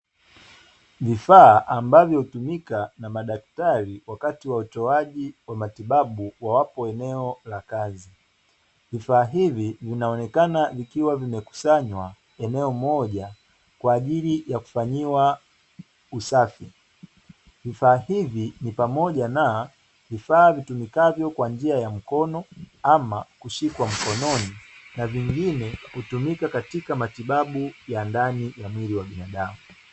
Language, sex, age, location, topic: Swahili, male, 25-35, Dar es Salaam, health